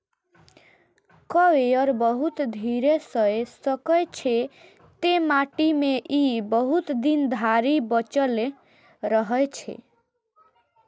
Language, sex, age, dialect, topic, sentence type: Maithili, female, 25-30, Eastern / Thethi, agriculture, statement